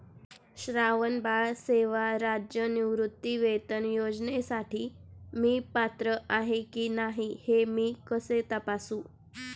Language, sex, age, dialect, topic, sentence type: Marathi, female, 25-30, Standard Marathi, banking, question